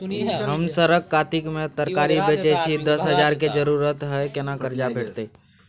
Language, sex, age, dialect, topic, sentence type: Maithili, male, 31-35, Bajjika, banking, question